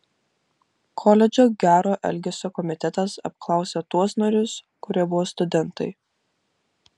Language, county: Lithuanian, Vilnius